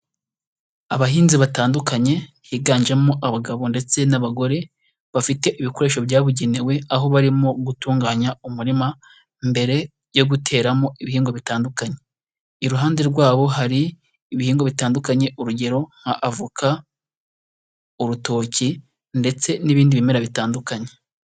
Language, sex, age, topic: Kinyarwanda, male, 18-24, agriculture